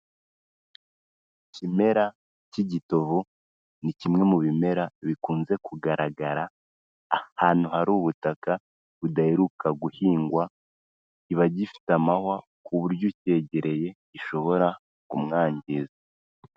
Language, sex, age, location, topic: Kinyarwanda, male, 18-24, Kigali, health